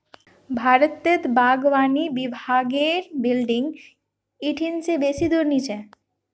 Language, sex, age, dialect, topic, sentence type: Magahi, female, 18-24, Northeastern/Surjapuri, agriculture, statement